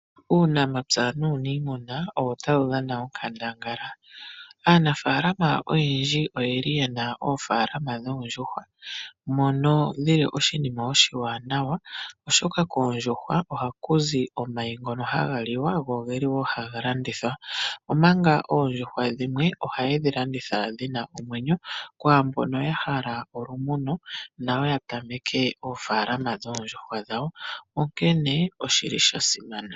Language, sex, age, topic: Oshiwambo, female, 25-35, agriculture